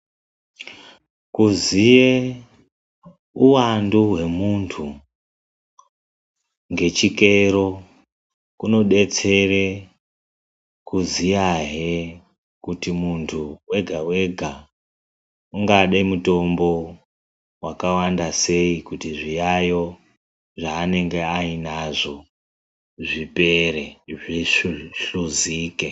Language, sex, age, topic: Ndau, male, 36-49, health